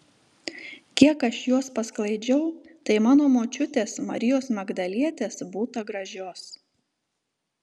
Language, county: Lithuanian, Telšiai